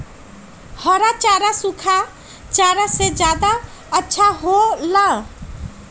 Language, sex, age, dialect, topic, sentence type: Magahi, female, 31-35, Western, agriculture, question